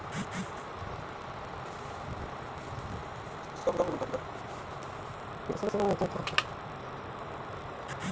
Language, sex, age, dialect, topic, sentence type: Chhattisgarhi, female, 41-45, Central, agriculture, statement